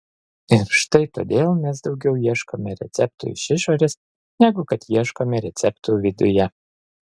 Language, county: Lithuanian, Vilnius